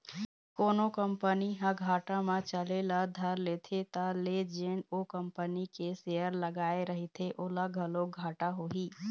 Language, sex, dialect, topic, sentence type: Chhattisgarhi, female, Eastern, banking, statement